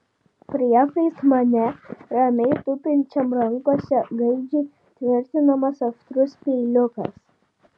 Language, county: Lithuanian, Vilnius